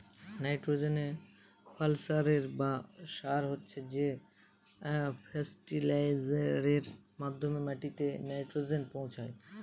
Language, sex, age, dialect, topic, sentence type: Bengali, male, 25-30, Northern/Varendri, agriculture, statement